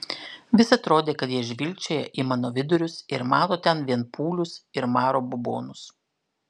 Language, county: Lithuanian, Klaipėda